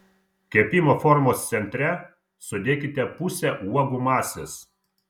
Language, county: Lithuanian, Vilnius